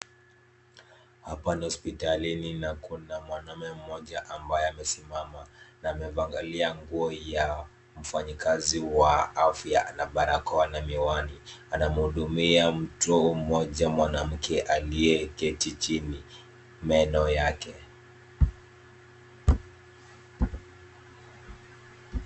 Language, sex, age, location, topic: Swahili, female, 25-35, Kisumu, health